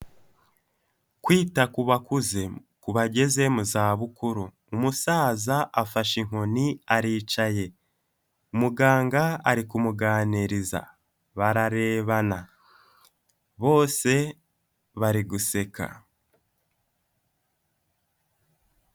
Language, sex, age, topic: Kinyarwanda, male, 18-24, health